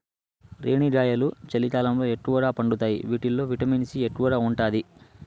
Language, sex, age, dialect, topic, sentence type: Telugu, male, 18-24, Southern, agriculture, statement